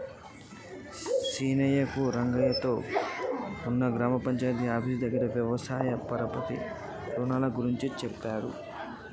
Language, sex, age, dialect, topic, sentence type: Telugu, male, 25-30, Telangana, banking, statement